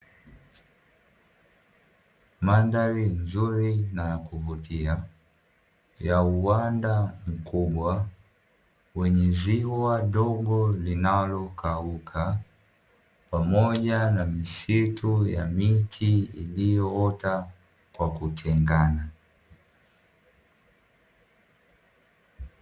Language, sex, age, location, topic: Swahili, male, 18-24, Dar es Salaam, agriculture